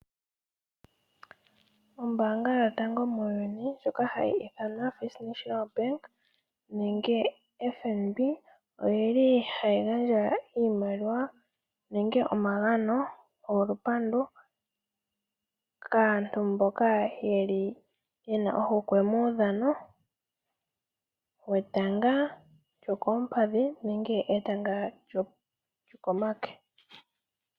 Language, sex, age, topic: Oshiwambo, female, 18-24, finance